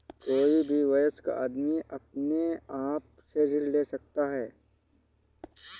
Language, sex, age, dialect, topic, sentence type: Hindi, male, 31-35, Awadhi Bundeli, banking, statement